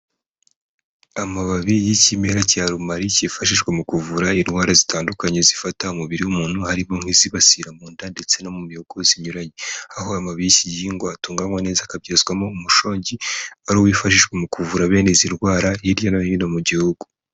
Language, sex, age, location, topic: Kinyarwanda, male, 18-24, Kigali, health